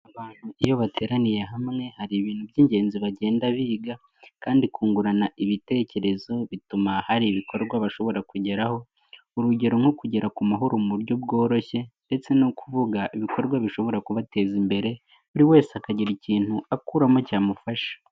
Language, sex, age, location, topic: Kinyarwanda, male, 18-24, Nyagatare, government